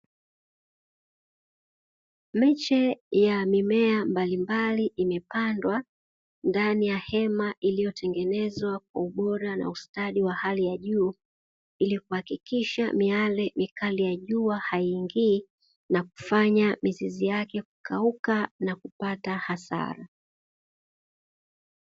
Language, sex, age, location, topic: Swahili, female, 18-24, Dar es Salaam, agriculture